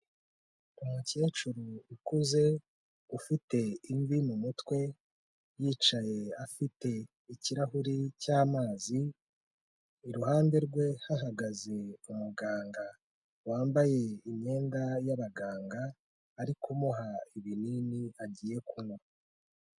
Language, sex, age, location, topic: Kinyarwanda, male, 25-35, Kigali, health